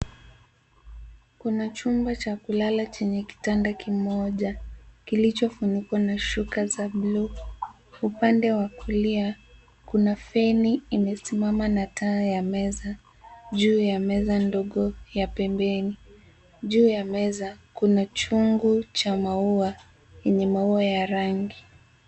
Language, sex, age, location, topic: Swahili, female, 18-24, Nairobi, education